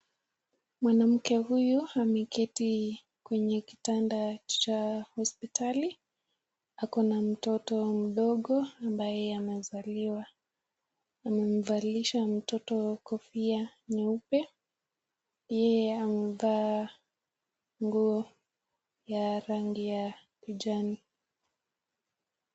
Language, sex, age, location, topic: Swahili, female, 18-24, Nakuru, health